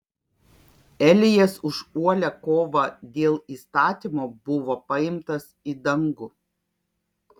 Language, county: Lithuanian, Kaunas